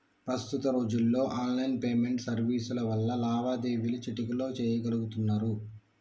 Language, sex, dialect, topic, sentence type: Telugu, male, Telangana, banking, statement